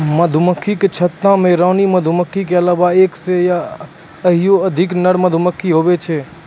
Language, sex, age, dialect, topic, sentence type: Maithili, male, 18-24, Angika, agriculture, statement